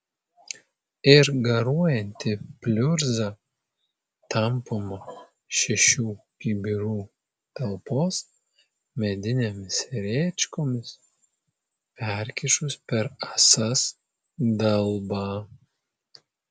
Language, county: Lithuanian, Vilnius